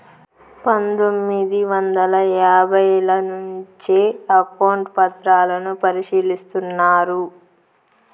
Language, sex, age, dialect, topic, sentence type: Telugu, female, 25-30, Southern, banking, statement